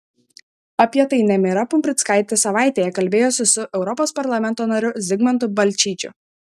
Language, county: Lithuanian, Šiauliai